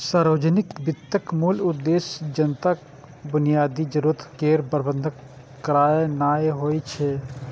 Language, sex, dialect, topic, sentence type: Maithili, male, Eastern / Thethi, banking, statement